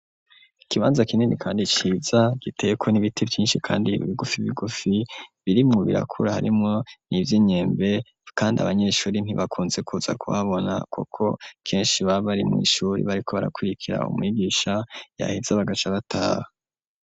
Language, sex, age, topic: Rundi, female, 18-24, education